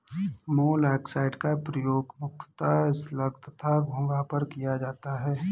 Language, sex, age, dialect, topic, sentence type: Hindi, male, 25-30, Awadhi Bundeli, agriculture, statement